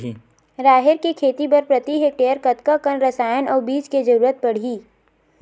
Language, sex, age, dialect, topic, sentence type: Chhattisgarhi, female, 18-24, Western/Budati/Khatahi, agriculture, question